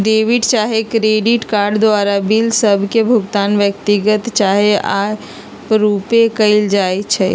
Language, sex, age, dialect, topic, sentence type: Magahi, female, 41-45, Western, banking, statement